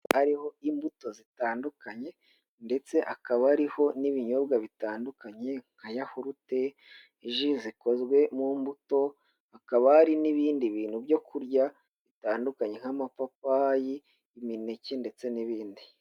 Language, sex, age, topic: Kinyarwanda, male, 18-24, finance